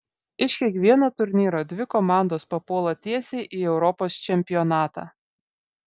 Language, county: Lithuanian, Vilnius